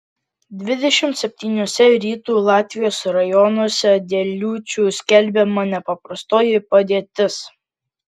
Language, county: Lithuanian, Kaunas